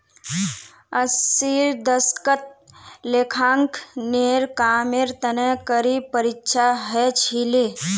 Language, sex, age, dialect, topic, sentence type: Magahi, female, 18-24, Northeastern/Surjapuri, banking, statement